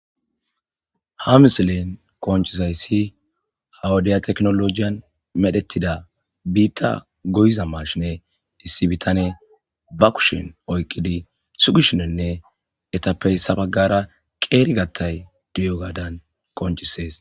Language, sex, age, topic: Gamo, male, 25-35, agriculture